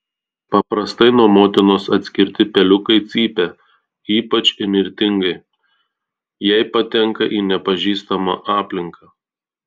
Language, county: Lithuanian, Tauragė